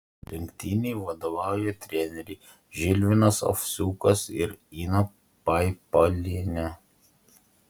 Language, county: Lithuanian, Utena